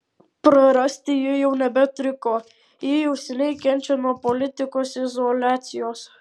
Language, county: Lithuanian, Alytus